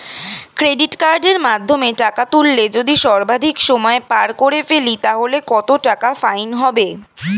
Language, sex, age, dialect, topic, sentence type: Bengali, female, <18, Standard Colloquial, banking, question